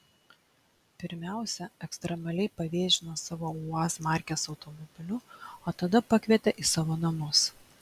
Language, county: Lithuanian, Klaipėda